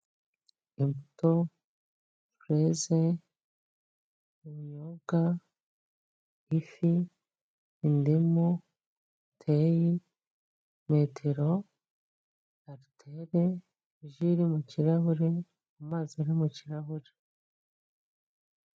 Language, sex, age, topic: Kinyarwanda, female, 25-35, health